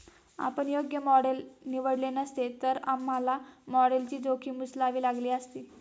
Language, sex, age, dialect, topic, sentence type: Marathi, female, 18-24, Standard Marathi, banking, statement